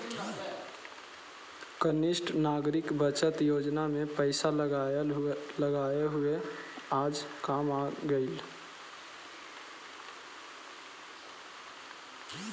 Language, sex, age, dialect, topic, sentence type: Magahi, male, 18-24, Central/Standard, agriculture, statement